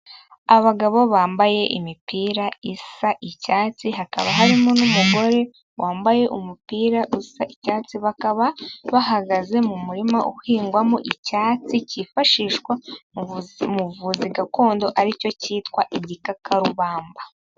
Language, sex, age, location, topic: Kinyarwanda, female, 18-24, Kigali, health